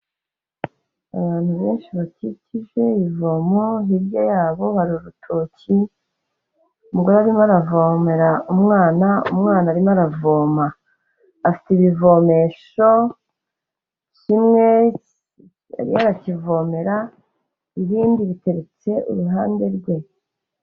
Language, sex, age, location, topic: Kinyarwanda, female, 36-49, Kigali, health